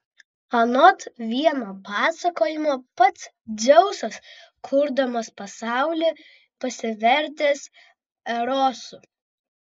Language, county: Lithuanian, Vilnius